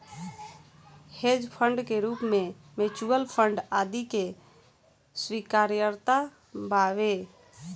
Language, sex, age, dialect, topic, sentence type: Bhojpuri, female, 18-24, Southern / Standard, banking, statement